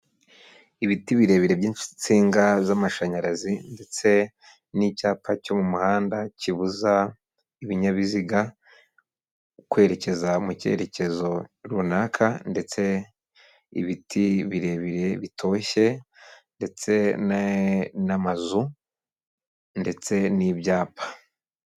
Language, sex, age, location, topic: Kinyarwanda, male, 25-35, Kigali, government